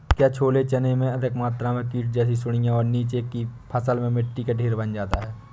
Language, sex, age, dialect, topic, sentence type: Hindi, male, 18-24, Awadhi Bundeli, agriculture, question